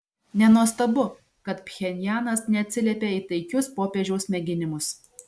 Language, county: Lithuanian, Šiauliai